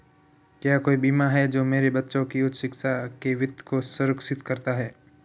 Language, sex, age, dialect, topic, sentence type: Hindi, male, 18-24, Marwari Dhudhari, banking, question